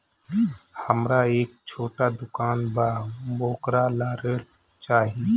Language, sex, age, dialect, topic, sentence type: Bhojpuri, male, 25-30, Northern, banking, question